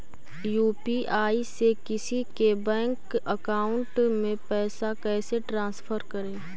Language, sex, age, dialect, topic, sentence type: Magahi, female, 25-30, Central/Standard, banking, question